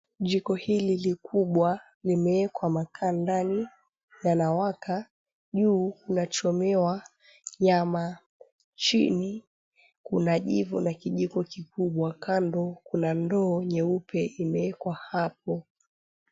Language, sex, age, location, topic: Swahili, female, 25-35, Mombasa, agriculture